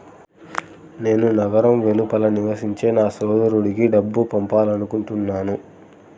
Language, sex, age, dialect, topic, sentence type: Telugu, male, 25-30, Central/Coastal, banking, statement